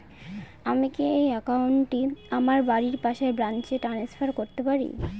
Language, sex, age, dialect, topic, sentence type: Bengali, female, 18-24, Northern/Varendri, banking, question